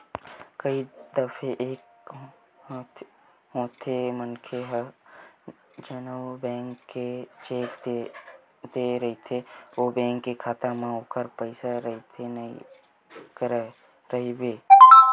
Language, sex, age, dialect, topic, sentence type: Chhattisgarhi, male, 18-24, Western/Budati/Khatahi, banking, statement